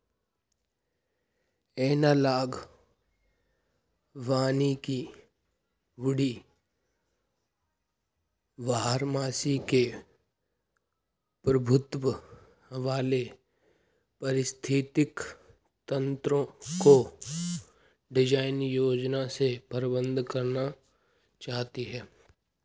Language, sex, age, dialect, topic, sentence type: Hindi, male, 18-24, Hindustani Malvi Khadi Boli, agriculture, statement